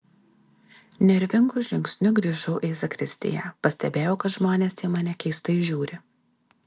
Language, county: Lithuanian, Alytus